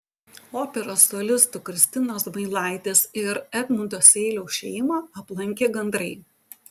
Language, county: Lithuanian, Utena